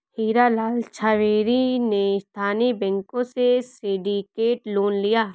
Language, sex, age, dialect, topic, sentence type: Hindi, female, 18-24, Marwari Dhudhari, banking, statement